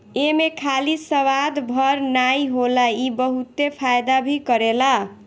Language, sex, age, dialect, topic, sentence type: Bhojpuri, female, 18-24, Northern, agriculture, statement